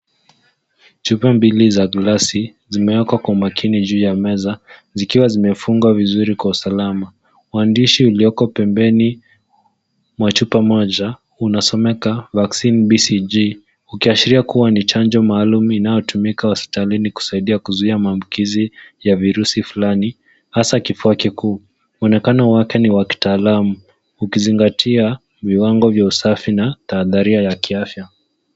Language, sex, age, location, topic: Swahili, male, 18-24, Nairobi, health